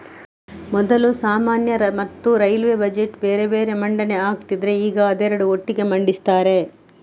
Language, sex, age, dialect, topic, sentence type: Kannada, female, 25-30, Coastal/Dakshin, banking, statement